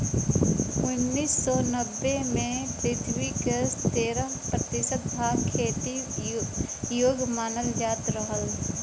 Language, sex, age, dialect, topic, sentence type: Bhojpuri, female, 18-24, Western, agriculture, statement